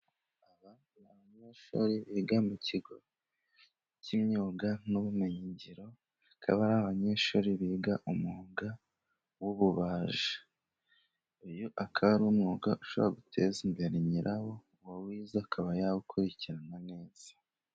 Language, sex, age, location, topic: Kinyarwanda, male, 25-35, Musanze, education